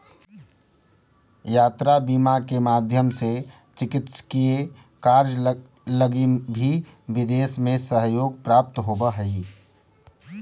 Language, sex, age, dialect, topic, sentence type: Magahi, male, 31-35, Central/Standard, banking, statement